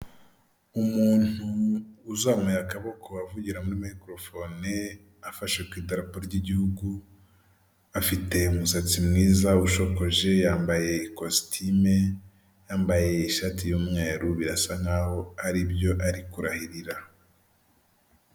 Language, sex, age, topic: Kinyarwanda, male, 18-24, government